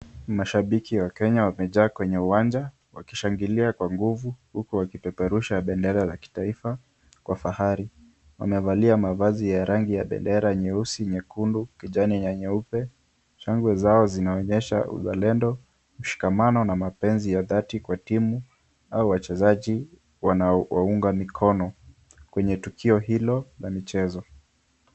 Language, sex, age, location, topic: Swahili, male, 18-24, Kisumu, government